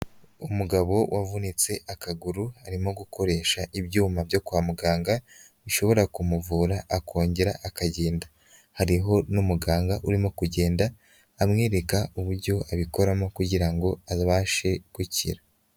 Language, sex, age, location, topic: Kinyarwanda, female, 25-35, Huye, health